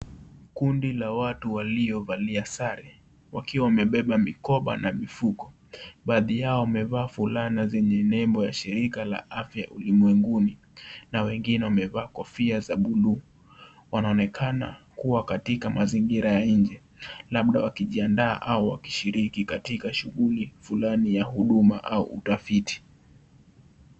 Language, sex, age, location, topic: Swahili, male, 18-24, Kisii, health